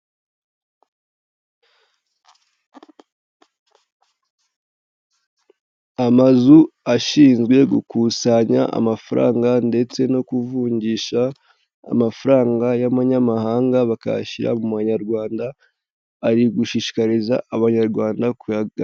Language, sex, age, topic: Kinyarwanda, male, 18-24, finance